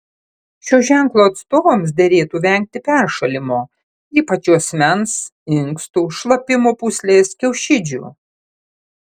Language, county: Lithuanian, Panevėžys